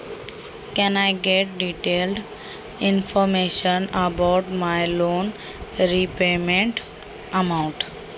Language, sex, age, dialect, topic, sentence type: Marathi, female, 18-24, Standard Marathi, banking, question